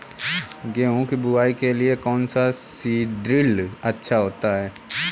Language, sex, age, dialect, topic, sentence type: Hindi, female, 18-24, Awadhi Bundeli, agriculture, question